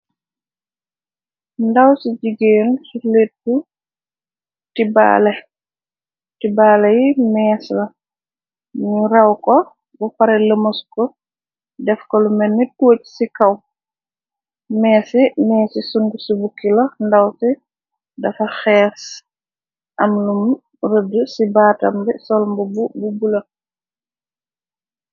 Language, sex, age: Wolof, female, 36-49